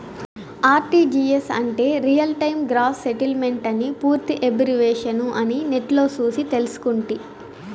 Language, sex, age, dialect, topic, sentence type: Telugu, female, 18-24, Southern, banking, statement